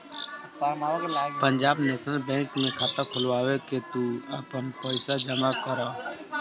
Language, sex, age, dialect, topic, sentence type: Bhojpuri, male, 18-24, Northern, banking, statement